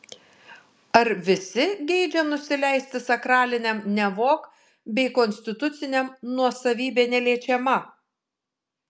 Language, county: Lithuanian, Kaunas